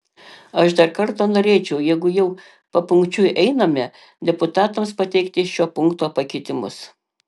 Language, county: Lithuanian, Panevėžys